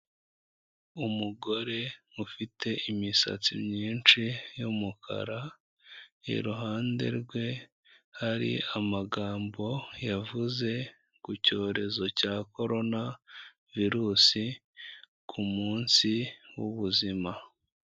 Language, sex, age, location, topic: Kinyarwanda, female, 18-24, Kigali, health